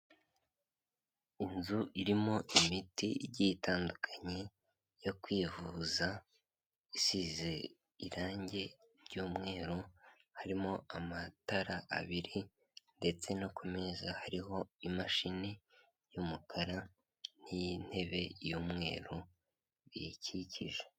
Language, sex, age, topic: Kinyarwanda, male, 18-24, health